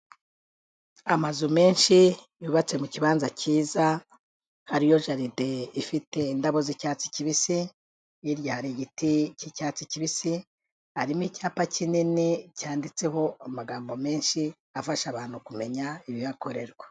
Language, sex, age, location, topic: Kinyarwanda, female, 36-49, Kigali, health